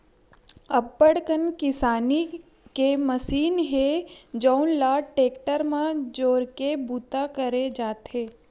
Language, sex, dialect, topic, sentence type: Chhattisgarhi, female, Western/Budati/Khatahi, agriculture, statement